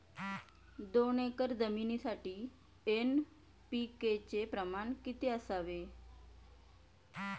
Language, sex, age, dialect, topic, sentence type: Marathi, female, 31-35, Standard Marathi, agriculture, question